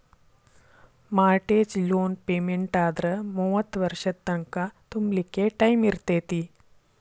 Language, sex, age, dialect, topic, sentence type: Kannada, female, 51-55, Dharwad Kannada, banking, statement